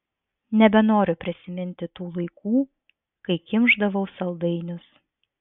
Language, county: Lithuanian, Vilnius